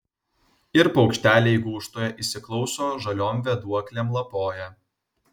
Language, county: Lithuanian, Vilnius